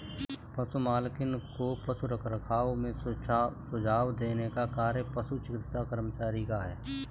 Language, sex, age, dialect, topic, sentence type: Hindi, female, 18-24, Kanauji Braj Bhasha, agriculture, statement